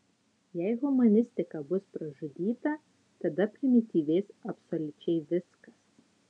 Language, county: Lithuanian, Utena